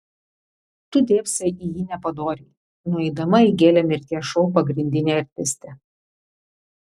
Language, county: Lithuanian, Vilnius